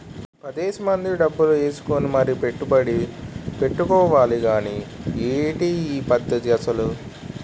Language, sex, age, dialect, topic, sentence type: Telugu, male, 18-24, Utterandhra, banking, statement